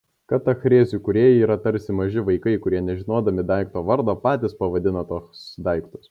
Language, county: Lithuanian, Kaunas